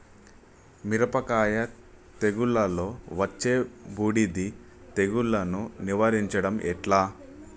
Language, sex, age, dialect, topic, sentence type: Telugu, male, 25-30, Telangana, agriculture, question